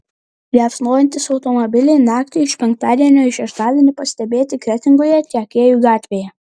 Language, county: Lithuanian, Panevėžys